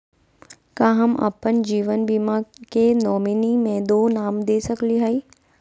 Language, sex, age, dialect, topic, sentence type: Magahi, female, 18-24, Southern, banking, question